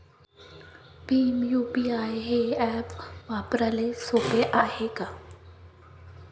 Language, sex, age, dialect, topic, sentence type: Marathi, female, 18-24, Varhadi, banking, question